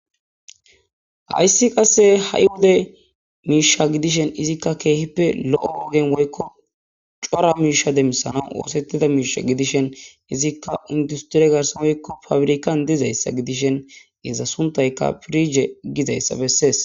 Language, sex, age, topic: Gamo, female, 18-24, government